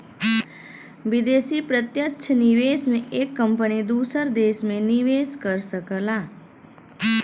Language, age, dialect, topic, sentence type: Bhojpuri, 31-35, Western, banking, statement